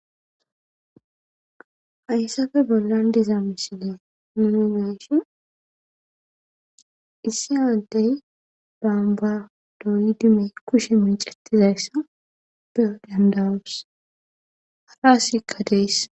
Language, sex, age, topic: Gamo, female, 18-24, government